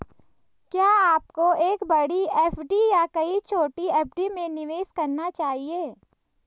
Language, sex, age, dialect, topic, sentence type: Hindi, male, 25-30, Hindustani Malvi Khadi Boli, banking, question